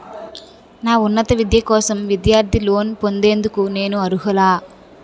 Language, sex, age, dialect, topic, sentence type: Telugu, female, 18-24, Utterandhra, banking, statement